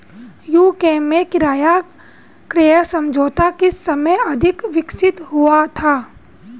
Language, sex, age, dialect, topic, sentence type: Hindi, female, 31-35, Hindustani Malvi Khadi Boli, banking, statement